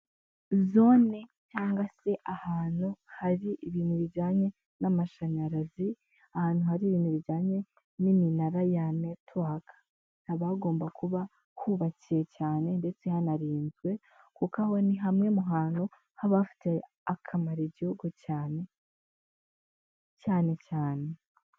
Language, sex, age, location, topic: Kinyarwanda, female, 18-24, Huye, government